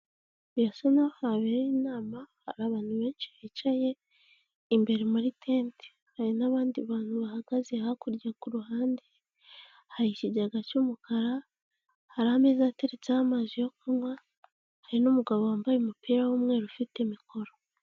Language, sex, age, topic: Kinyarwanda, female, 18-24, government